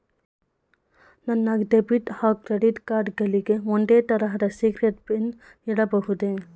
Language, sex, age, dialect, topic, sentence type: Kannada, female, 25-30, Mysore Kannada, banking, question